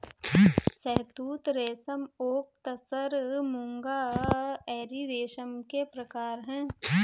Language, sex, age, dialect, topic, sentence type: Hindi, female, 18-24, Kanauji Braj Bhasha, agriculture, statement